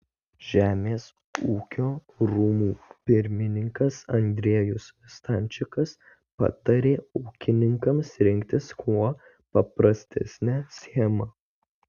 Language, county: Lithuanian, Vilnius